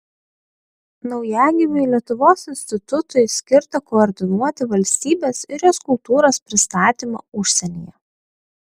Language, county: Lithuanian, Klaipėda